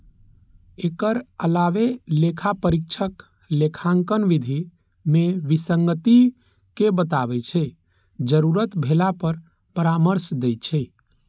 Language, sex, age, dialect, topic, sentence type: Maithili, male, 31-35, Eastern / Thethi, banking, statement